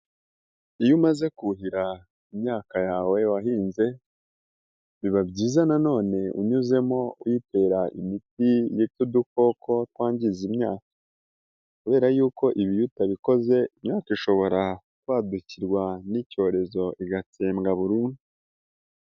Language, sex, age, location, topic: Kinyarwanda, female, 18-24, Nyagatare, agriculture